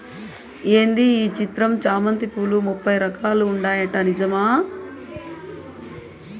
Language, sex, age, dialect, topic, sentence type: Telugu, female, 31-35, Southern, agriculture, statement